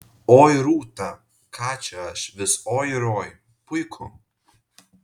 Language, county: Lithuanian, Vilnius